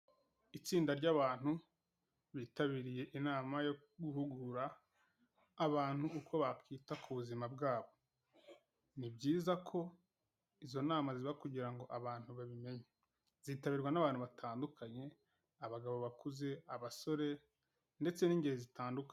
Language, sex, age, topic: Kinyarwanda, male, 18-24, health